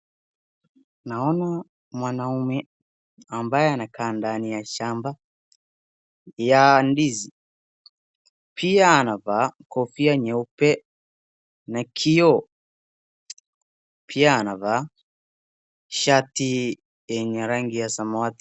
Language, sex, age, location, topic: Swahili, male, 36-49, Wajir, agriculture